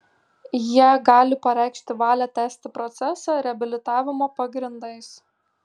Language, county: Lithuanian, Kaunas